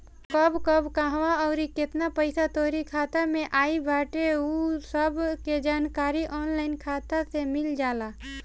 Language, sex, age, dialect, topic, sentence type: Bhojpuri, female, 18-24, Northern, banking, statement